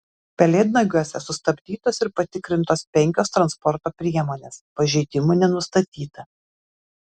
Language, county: Lithuanian, Kaunas